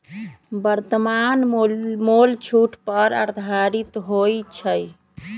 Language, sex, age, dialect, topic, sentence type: Magahi, female, 31-35, Western, banking, statement